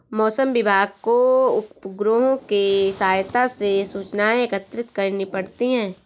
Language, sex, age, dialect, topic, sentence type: Hindi, female, 18-24, Awadhi Bundeli, agriculture, statement